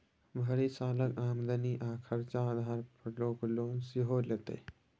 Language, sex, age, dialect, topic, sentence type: Maithili, male, 18-24, Bajjika, banking, statement